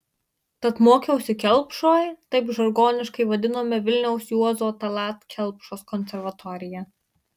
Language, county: Lithuanian, Marijampolė